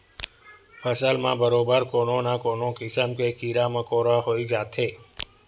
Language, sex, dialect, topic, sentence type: Chhattisgarhi, male, Western/Budati/Khatahi, agriculture, statement